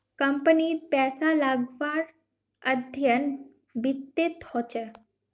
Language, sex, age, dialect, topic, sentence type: Magahi, female, 18-24, Northeastern/Surjapuri, banking, statement